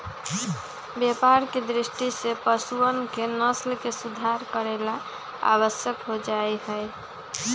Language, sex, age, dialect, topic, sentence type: Magahi, female, 25-30, Western, agriculture, statement